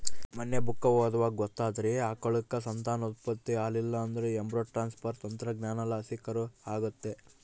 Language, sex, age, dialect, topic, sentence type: Kannada, male, 18-24, Central, agriculture, statement